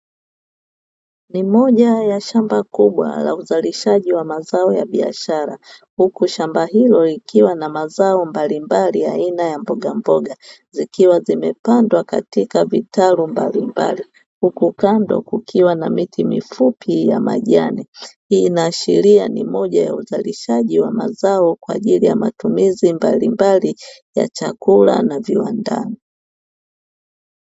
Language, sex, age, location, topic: Swahili, female, 25-35, Dar es Salaam, agriculture